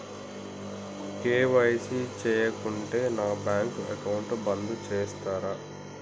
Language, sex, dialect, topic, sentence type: Telugu, male, Telangana, banking, question